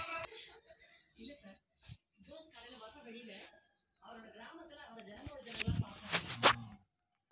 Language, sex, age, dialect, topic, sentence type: Kannada, female, 41-45, Coastal/Dakshin, agriculture, question